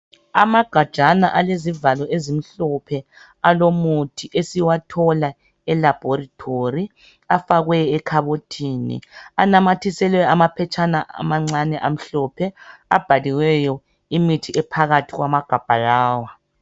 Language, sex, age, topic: North Ndebele, male, 25-35, health